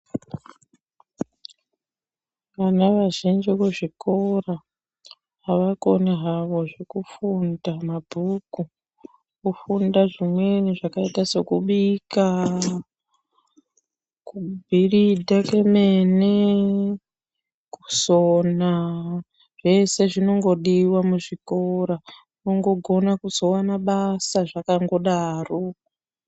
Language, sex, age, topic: Ndau, female, 36-49, education